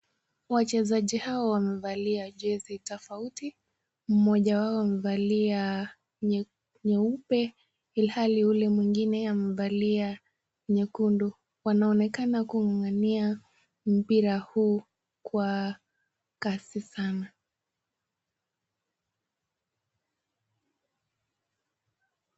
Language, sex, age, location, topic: Swahili, female, 18-24, Nakuru, government